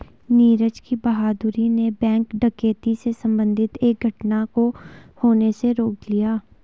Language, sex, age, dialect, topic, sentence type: Hindi, female, 18-24, Garhwali, banking, statement